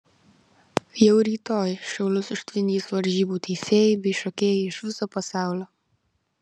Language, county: Lithuanian, Vilnius